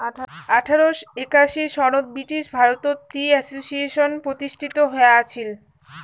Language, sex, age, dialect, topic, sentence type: Bengali, female, 18-24, Rajbangshi, agriculture, statement